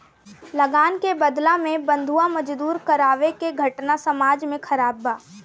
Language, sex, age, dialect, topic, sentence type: Bhojpuri, female, <18, Southern / Standard, banking, statement